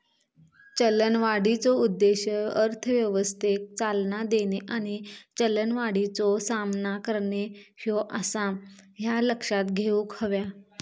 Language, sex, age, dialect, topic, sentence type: Marathi, female, 25-30, Southern Konkan, banking, statement